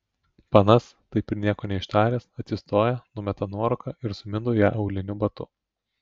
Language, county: Lithuanian, Telšiai